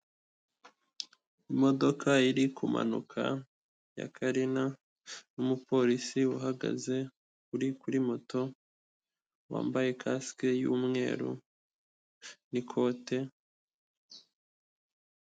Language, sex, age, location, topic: Kinyarwanda, male, 18-24, Kigali, government